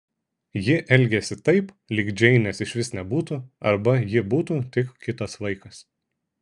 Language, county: Lithuanian, Šiauliai